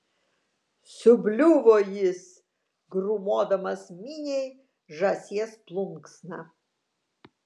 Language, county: Lithuanian, Vilnius